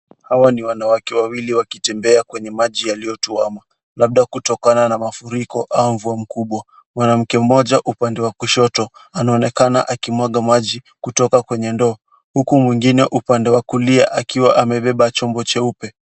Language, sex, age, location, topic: Swahili, male, 18-24, Kisumu, health